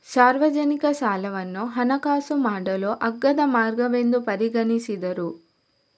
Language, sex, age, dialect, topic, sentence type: Kannada, female, 25-30, Coastal/Dakshin, banking, statement